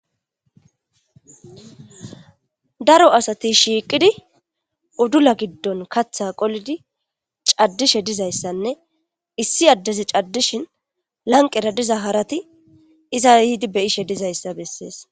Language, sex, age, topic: Gamo, female, 18-24, government